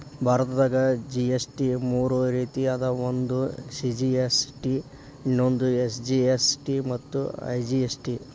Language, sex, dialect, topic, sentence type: Kannada, male, Dharwad Kannada, banking, statement